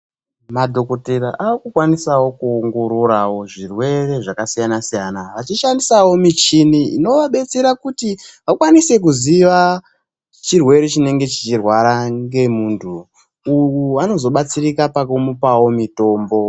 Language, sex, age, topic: Ndau, male, 18-24, health